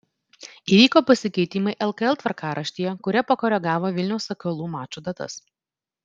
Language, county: Lithuanian, Vilnius